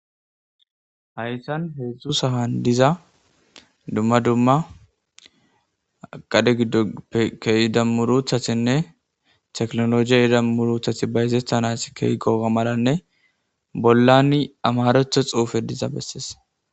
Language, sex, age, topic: Gamo, male, 25-35, government